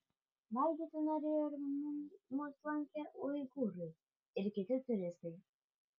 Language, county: Lithuanian, Vilnius